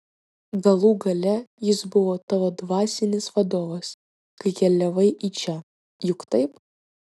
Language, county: Lithuanian, Vilnius